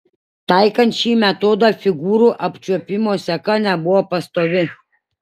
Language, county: Lithuanian, Šiauliai